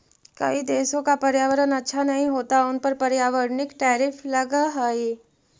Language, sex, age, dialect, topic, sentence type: Magahi, female, 36-40, Central/Standard, agriculture, statement